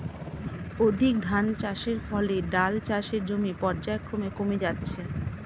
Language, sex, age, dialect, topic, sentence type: Bengali, female, 36-40, Standard Colloquial, agriculture, statement